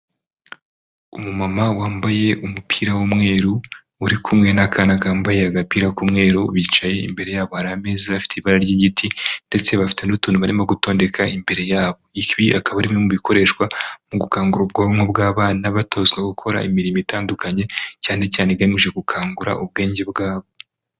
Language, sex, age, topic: Kinyarwanda, male, 18-24, health